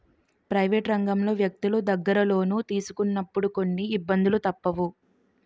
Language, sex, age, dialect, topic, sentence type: Telugu, female, 18-24, Utterandhra, banking, statement